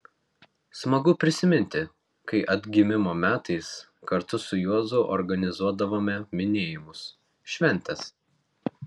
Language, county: Lithuanian, Vilnius